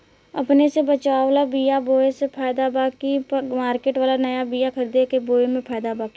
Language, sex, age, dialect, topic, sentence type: Bhojpuri, female, 18-24, Southern / Standard, agriculture, question